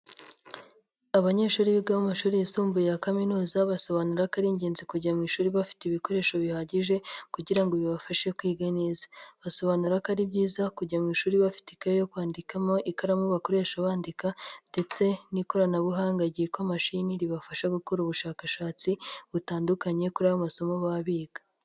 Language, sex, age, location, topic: Kinyarwanda, male, 25-35, Nyagatare, education